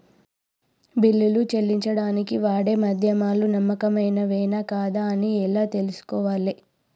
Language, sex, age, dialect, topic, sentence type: Telugu, female, 18-24, Telangana, banking, question